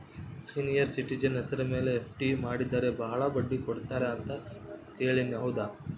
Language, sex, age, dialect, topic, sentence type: Kannada, male, 25-30, Central, banking, question